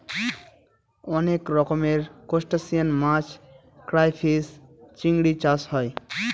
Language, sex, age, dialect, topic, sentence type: Bengali, male, 18-24, Northern/Varendri, agriculture, statement